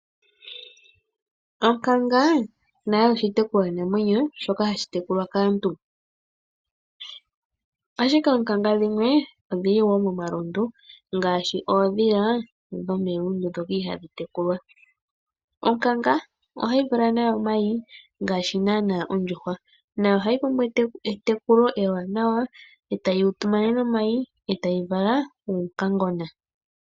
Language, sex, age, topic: Oshiwambo, male, 25-35, agriculture